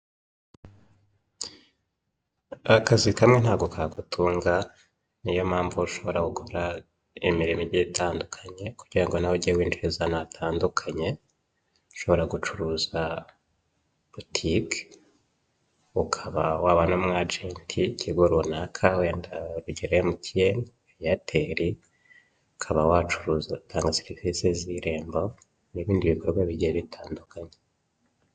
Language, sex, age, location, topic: Kinyarwanda, male, 25-35, Huye, health